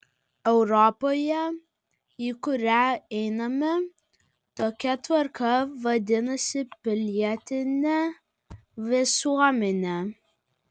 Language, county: Lithuanian, Vilnius